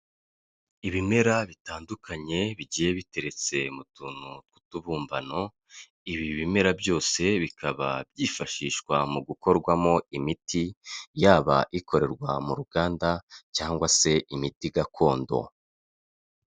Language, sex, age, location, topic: Kinyarwanda, male, 25-35, Kigali, health